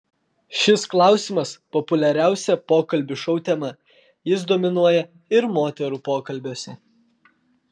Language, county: Lithuanian, Vilnius